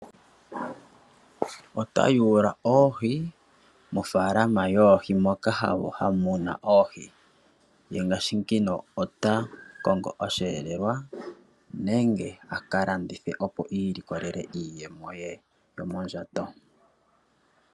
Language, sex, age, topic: Oshiwambo, male, 25-35, agriculture